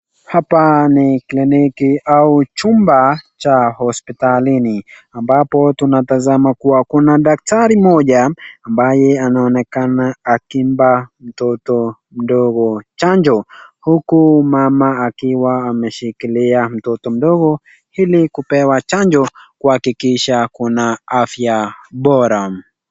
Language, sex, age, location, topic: Swahili, male, 18-24, Nakuru, health